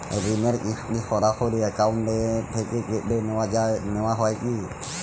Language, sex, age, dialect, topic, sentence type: Bengali, male, 25-30, Jharkhandi, banking, question